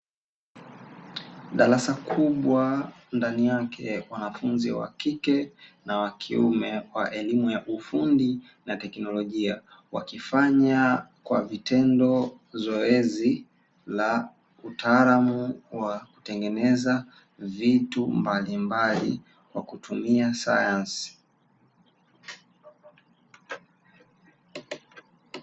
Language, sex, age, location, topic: Swahili, male, 18-24, Dar es Salaam, education